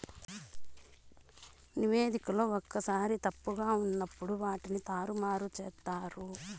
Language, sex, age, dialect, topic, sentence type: Telugu, female, 31-35, Southern, banking, statement